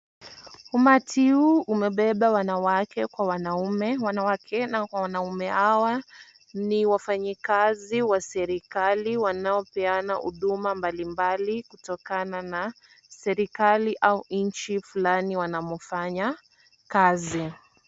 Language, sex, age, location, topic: Swahili, female, 18-24, Kisumu, government